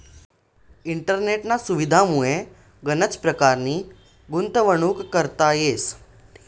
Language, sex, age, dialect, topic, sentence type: Marathi, male, 18-24, Northern Konkan, banking, statement